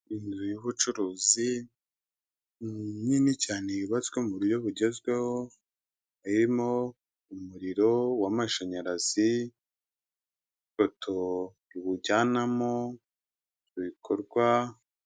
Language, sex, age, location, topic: Kinyarwanda, male, 25-35, Kigali, government